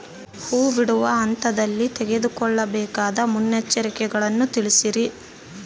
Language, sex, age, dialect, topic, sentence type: Kannada, female, 25-30, Central, agriculture, question